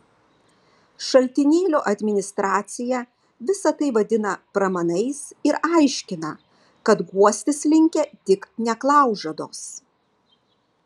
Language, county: Lithuanian, Vilnius